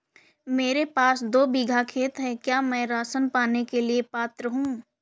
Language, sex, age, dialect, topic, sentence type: Hindi, female, 18-24, Awadhi Bundeli, banking, question